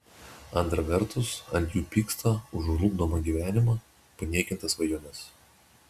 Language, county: Lithuanian, Vilnius